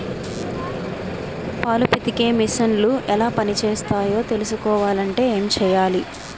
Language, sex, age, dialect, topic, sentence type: Telugu, female, 25-30, Utterandhra, agriculture, statement